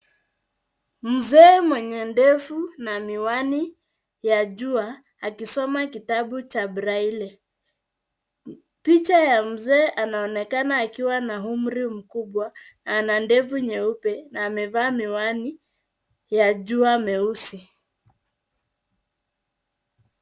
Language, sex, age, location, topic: Swahili, female, 25-35, Nairobi, education